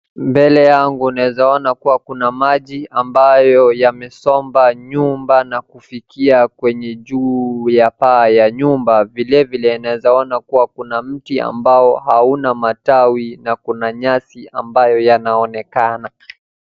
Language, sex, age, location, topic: Swahili, male, 18-24, Wajir, health